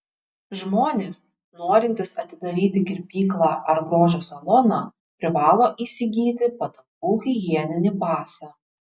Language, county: Lithuanian, Šiauliai